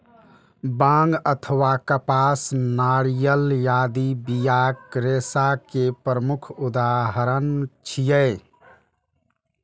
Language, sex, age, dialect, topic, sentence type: Maithili, male, 18-24, Eastern / Thethi, agriculture, statement